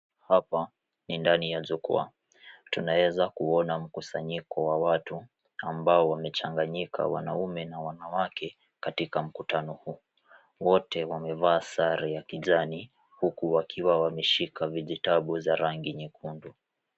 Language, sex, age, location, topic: Swahili, male, 18-24, Nairobi, health